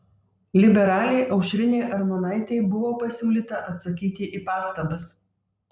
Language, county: Lithuanian, Vilnius